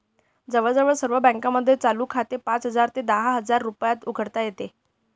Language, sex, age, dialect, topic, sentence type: Marathi, female, 51-55, Northern Konkan, banking, statement